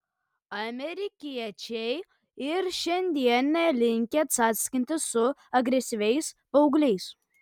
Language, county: Lithuanian, Kaunas